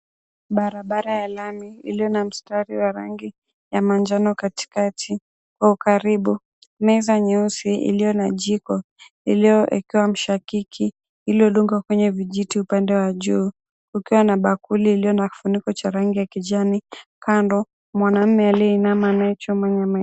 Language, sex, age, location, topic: Swahili, female, 18-24, Mombasa, agriculture